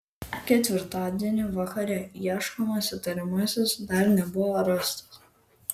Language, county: Lithuanian, Kaunas